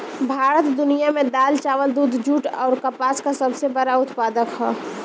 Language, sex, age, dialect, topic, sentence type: Bhojpuri, female, 18-24, Northern, agriculture, statement